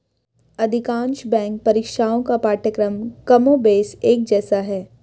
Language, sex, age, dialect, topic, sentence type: Hindi, female, 31-35, Hindustani Malvi Khadi Boli, banking, statement